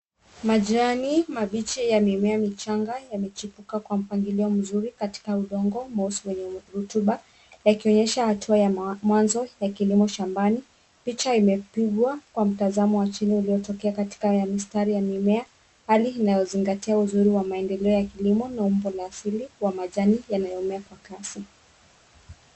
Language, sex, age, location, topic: Swahili, female, 18-24, Nairobi, health